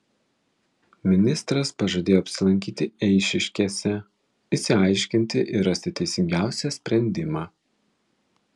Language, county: Lithuanian, Vilnius